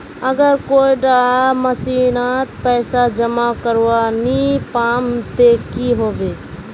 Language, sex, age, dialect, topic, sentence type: Magahi, male, 25-30, Northeastern/Surjapuri, banking, question